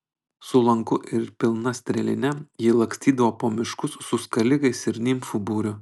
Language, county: Lithuanian, Panevėžys